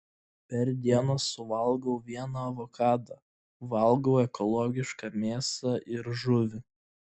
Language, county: Lithuanian, Klaipėda